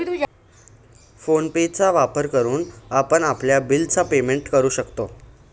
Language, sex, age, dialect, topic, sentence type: Marathi, male, 18-24, Northern Konkan, banking, statement